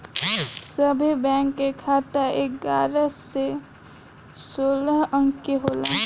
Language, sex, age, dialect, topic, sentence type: Bhojpuri, female, 18-24, Southern / Standard, banking, statement